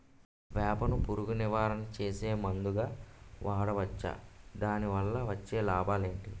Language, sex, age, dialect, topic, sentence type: Telugu, male, 18-24, Utterandhra, agriculture, question